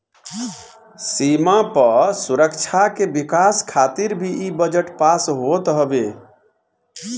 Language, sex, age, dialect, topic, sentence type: Bhojpuri, male, 41-45, Northern, banking, statement